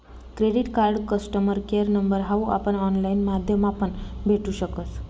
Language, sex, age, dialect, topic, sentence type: Marathi, female, 36-40, Northern Konkan, banking, statement